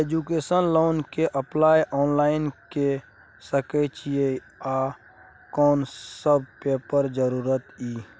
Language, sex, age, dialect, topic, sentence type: Maithili, male, 25-30, Bajjika, banking, question